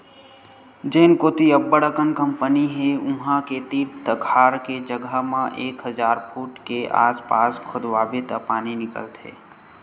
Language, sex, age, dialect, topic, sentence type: Chhattisgarhi, male, 18-24, Western/Budati/Khatahi, agriculture, statement